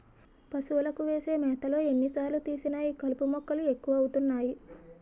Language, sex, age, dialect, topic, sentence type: Telugu, female, 18-24, Utterandhra, agriculture, statement